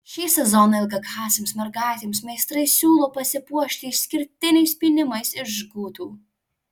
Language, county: Lithuanian, Alytus